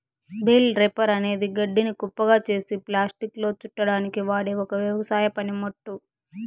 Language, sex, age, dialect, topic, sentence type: Telugu, female, 18-24, Southern, agriculture, statement